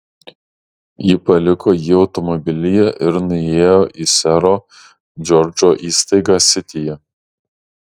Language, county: Lithuanian, Kaunas